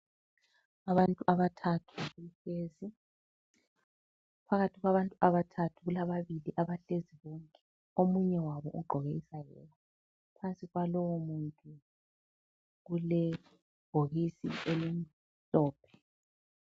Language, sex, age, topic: North Ndebele, female, 36-49, health